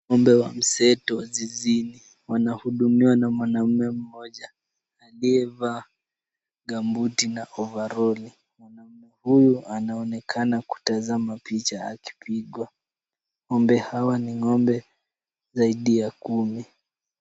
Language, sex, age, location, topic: Swahili, male, 18-24, Kisumu, agriculture